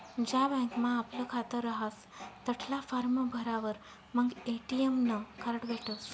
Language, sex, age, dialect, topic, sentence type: Marathi, female, 18-24, Northern Konkan, banking, statement